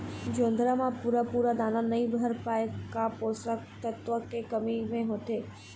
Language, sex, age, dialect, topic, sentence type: Chhattisgarhi, female, 18-24, Eastern, agriculture, question